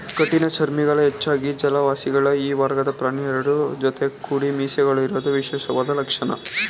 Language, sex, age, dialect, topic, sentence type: Kannada, male, 18-24, Mysore Kannada, agriculture, statement